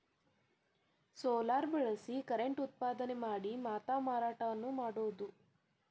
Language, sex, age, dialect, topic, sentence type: Kannada, female, 18-24, Dharwad Kannada, agriculture, statement